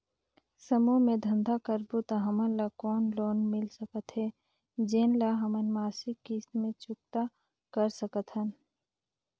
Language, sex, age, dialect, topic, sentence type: Chhattisgarhi, female, 60-100, Northern/Bhandar, banking, question